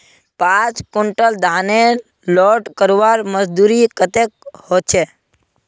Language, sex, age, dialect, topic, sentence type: Magahi, male, 18-24, Northeastern/Surjapuri, agriculture, question